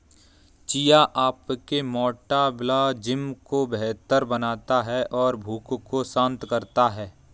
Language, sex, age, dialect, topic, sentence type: Hindi, male, 25-30, Kanauji Braj Bhasha, agriculture, statement